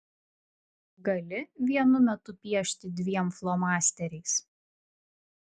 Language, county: Lithuanian, Vilnius